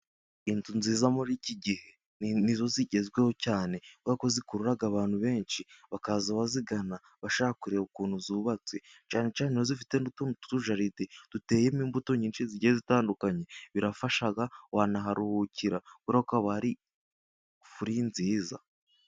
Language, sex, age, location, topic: Kinyarwanda, male, 18-24, Musanze, government